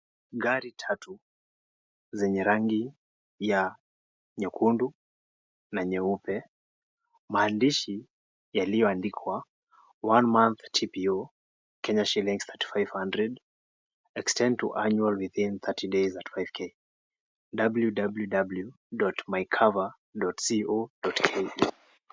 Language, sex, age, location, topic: Swahili, male, 18-24, Kisii, finance